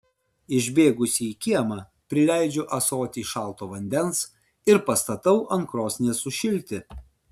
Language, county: Lithuanian, Vilnius